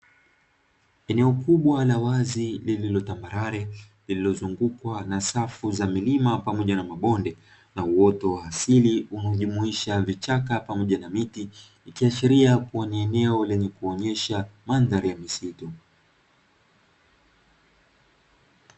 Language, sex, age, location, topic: Swahili, male, 25-35, Dar es Salaam, agriculture